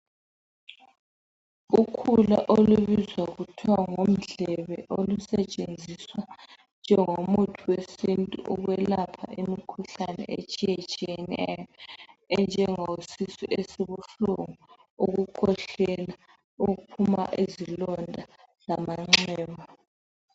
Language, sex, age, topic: North Ndebele, female, 25-35, health